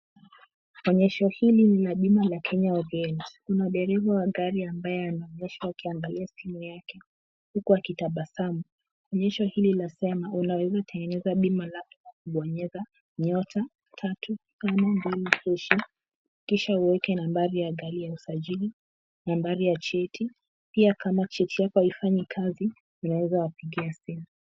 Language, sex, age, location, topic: Swahili, female, 18-24, Kisumu, finance